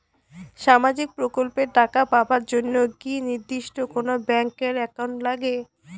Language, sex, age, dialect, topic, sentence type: Bengali, female, 18-24, Rajbangshi, banking, question